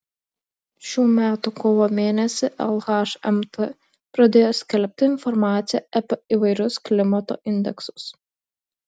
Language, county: Lithuanian, Klaipėda